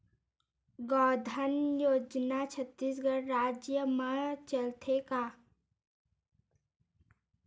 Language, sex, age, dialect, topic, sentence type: Chhattisgarhi, female, 18-24, Western/Budati/Khatahi, agriculture, question